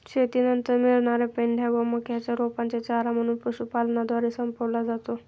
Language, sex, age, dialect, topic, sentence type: Marathi, male, 51-55, Standard Marathi, agriculture, statement